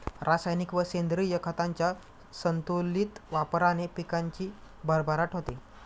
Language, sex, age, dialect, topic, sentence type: Marathi, male, 25-30, Standard Marathi, agriculture, statement